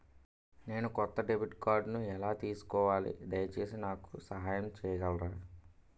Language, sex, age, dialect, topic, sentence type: Telugu, male, 18-24, Utterandhra, banking, question